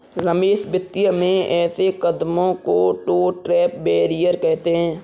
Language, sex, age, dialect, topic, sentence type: Hindi, male, 60-100, Kanauji Braj Bhasha, banking, statement